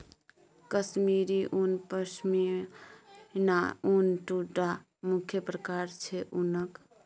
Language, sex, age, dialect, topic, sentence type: Maithili, female, 18-24, Bajjika, agriculture, statement